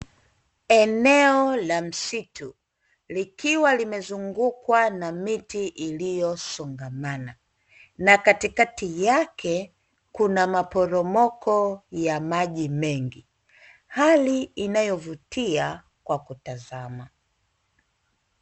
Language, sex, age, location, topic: Swahili, female, 25-35, Dar es Salaam, agriculture